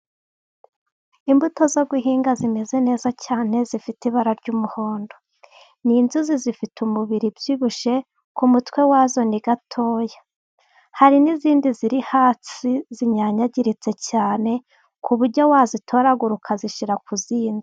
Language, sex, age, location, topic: Kinyarwanda, female, 18-24, Gakenke, agriculture